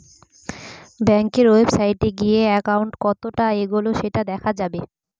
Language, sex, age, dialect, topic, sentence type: Bengali, female, 18-24, Northern/Varendri, banking, statement